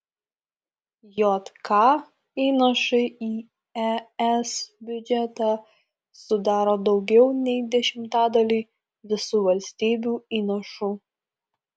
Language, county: Lithuanian, Kaunas